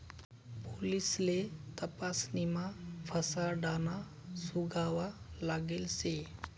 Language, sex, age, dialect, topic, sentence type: Marathi, male, 31-35, Northern Konkan, banking, statement